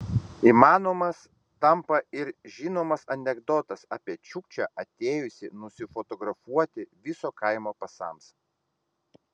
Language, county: Lithuanian, Vilnius